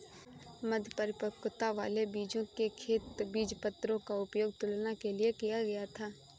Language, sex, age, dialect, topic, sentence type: Hindi, female, 25-30, Kanauji Braj Bhasha, agriculture, statement